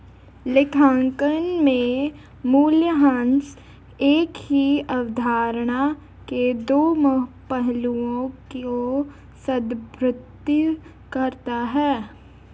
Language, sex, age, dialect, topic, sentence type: Hindi, female, 36-40, Garhwali, banking, statement